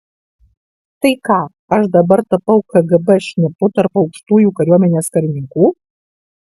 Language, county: Lithuanian, Kaunas